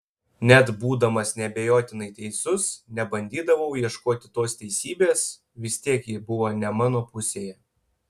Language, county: Lithuanian, Panevėžys